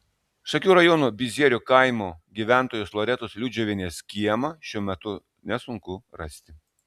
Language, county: Lithuanian, Klaipėda